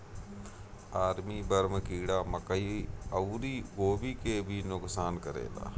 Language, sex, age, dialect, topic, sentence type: Bhojpuri, male, 31-35, Northern, agriculture, statement